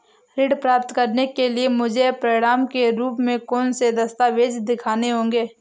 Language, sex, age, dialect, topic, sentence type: Hindi, female, 18-24, Awadhi Bundeli, banking, statement